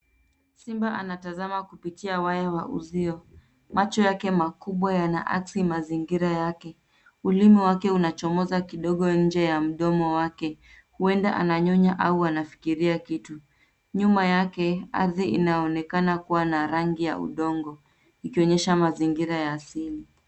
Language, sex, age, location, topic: Swahili, female, 18-24, Nairobi, government